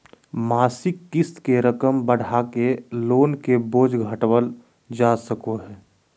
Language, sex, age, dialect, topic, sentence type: Magahi, male, 25-30, Southern, banking, statement